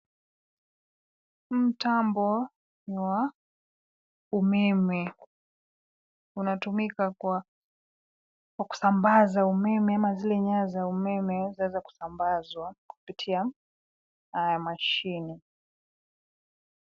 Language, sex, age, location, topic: Swahili, female, 25-35, Nairobi, government